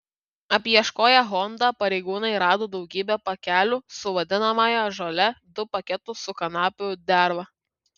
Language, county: Lithuanian, Kaunas